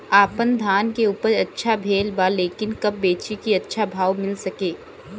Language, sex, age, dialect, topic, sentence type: Bhojpuri, female, 18-24, Southern / Standard, agriculture, question